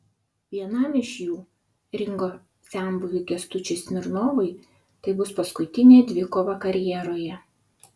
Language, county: Lithuanian, Utena